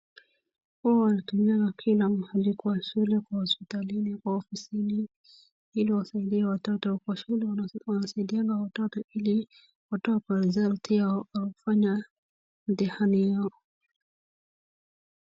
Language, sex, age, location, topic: Swahili, female, 25-35, Wajir, education